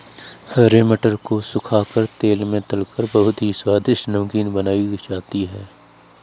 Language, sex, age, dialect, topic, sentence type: Hindi, male, 25-30, Kanauji Braj Bhasha, agriculture, statement